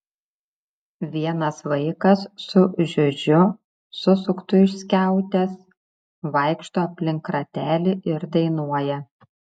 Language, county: Lithuanian, Šiauliai